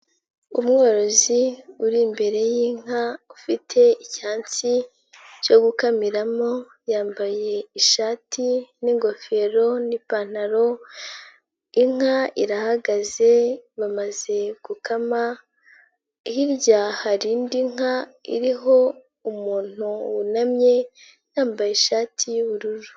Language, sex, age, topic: Kinyarwanda, female, 18-24, agriculture